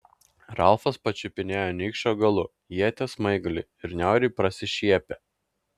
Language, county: Lithuanian, Klaipėda